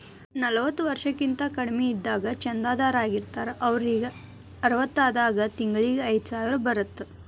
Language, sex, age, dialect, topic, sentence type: Kannada, female, 25-30, Dharwad Kannada, banking, statement